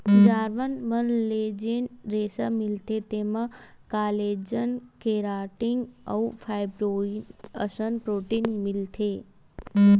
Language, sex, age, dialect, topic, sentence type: Chhattisgarhi, female, 41-45, Western/Budati/Khatahi, agriculture, statement